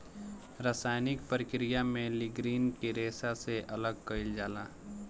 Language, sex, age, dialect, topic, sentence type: Bhojpuri, male, 18-24, Southern / Standard, agriculture, statement